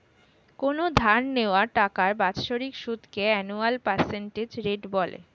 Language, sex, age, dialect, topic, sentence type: Bengali, female, 18-24, Standard Colloquial, banking, statement